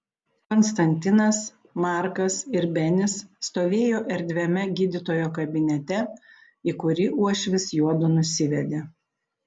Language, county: Lithuanian, Panevėžys